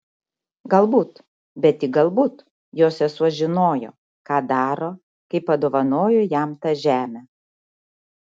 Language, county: Lithuanian, Šiauliai